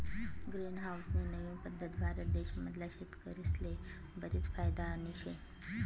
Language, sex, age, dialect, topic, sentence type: Marathi, female, 25-30, Northern Konkan, agriculture, statement